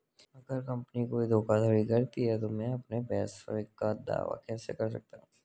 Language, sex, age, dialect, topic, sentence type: Hindi, male, 18-24, Marwari Dhudhari, banking, question